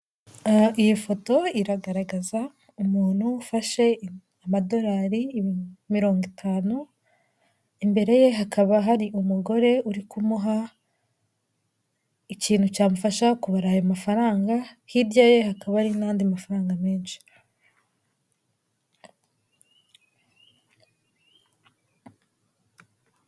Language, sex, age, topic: Kinyarwanda, female, 18-24, finance